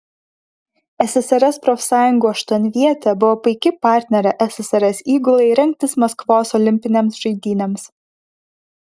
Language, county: Lithuanian, Vilnius